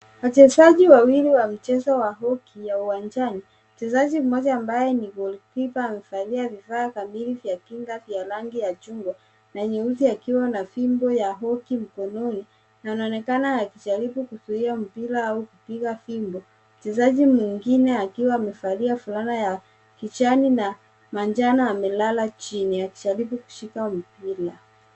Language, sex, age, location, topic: Swahili, female, 25-35, Nairobi, education